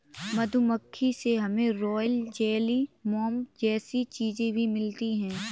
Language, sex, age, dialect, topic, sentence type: Hindi, female, 18-24, Kanauji Braj Bhasha, agriculture, statement